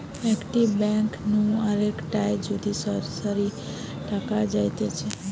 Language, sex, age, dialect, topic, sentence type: Bengali, female, 18-24, Western, banking, statement